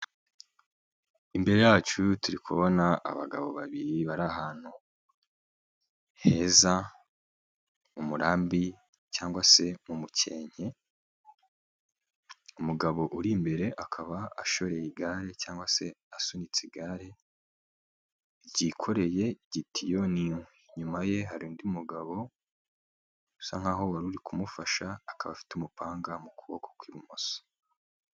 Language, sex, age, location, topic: Kinyarwanda, male, 18-24, Nyagatare, agriculture